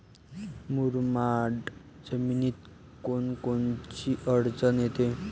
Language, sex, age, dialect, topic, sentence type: Marathi, male, 18-24, Varhadi, agriculture, question